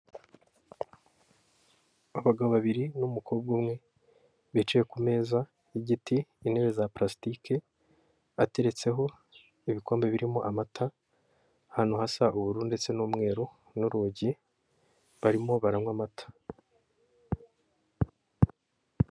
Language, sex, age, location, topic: Kinyarwanda, female, 25-35, Kigali, finance